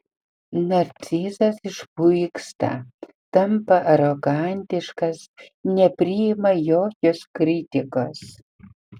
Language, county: Lithuanian, Panevėžys